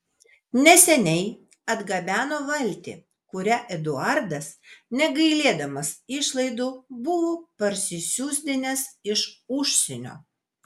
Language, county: Lithuanian, Vilnius